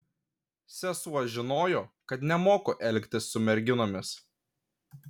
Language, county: Lithuanian, Kaunas